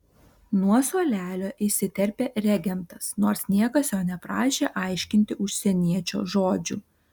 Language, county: Lithuanian, Alytus